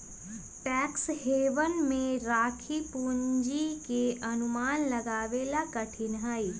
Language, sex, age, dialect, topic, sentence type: Magahi, female, 18-24, Western, banking, statement